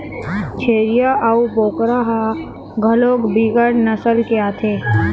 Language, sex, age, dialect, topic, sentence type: Chhattisgarhi, male, 18-24, Western/Budati/Khatahi, agriculture, statement